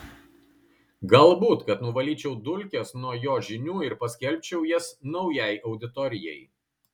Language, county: Lithuanian, Kaunas